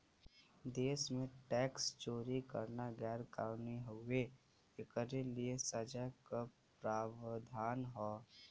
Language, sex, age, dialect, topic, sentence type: Bhojpuri, male, 18-24, Western, banking, statement